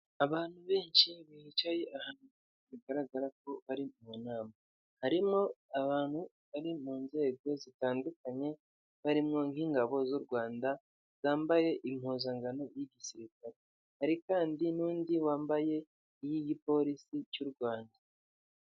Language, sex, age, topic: Kinyarwanda, male, 25-35, government